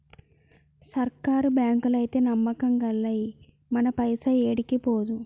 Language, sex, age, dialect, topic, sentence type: Telugu, female, 25-30, Telangana, banking, statement